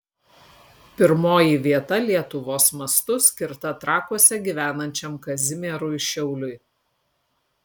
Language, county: Lithuanian, Kaunas